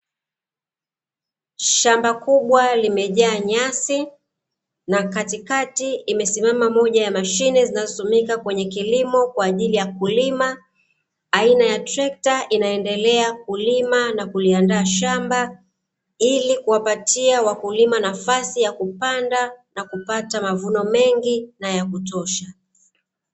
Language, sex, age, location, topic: Swahili, female, 36-49, Dar es Salaam, agriculture